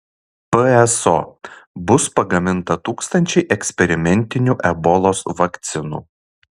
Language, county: Lithuanian, Šiauliai